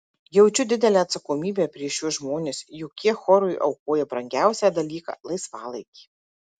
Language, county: Lithuanian, Marijampolė